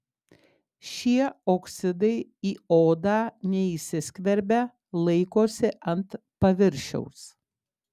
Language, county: Lithuanian, Klaipėda